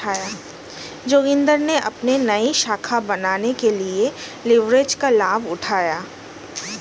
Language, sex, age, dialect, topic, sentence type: Hindi, female, 31-35, Hindustani Malvi Khadi Boli, banking, statement